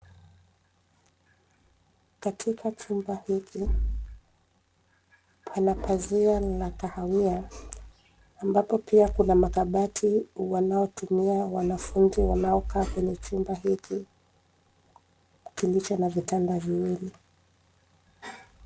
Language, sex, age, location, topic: Swahili, female, 25-35, Nairobi, education